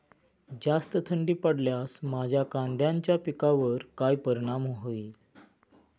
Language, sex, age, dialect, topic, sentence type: Marathi, male, 25-30, Standard Marathi, agriculture, question